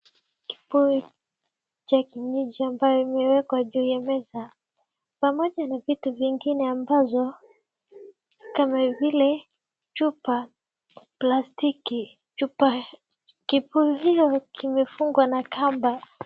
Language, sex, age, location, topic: Swahili, female, 36-49, Wajir, health